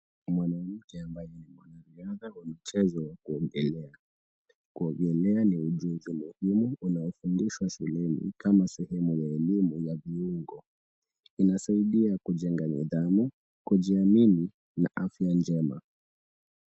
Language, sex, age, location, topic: Swahili, male, 18-24, Kisumu, education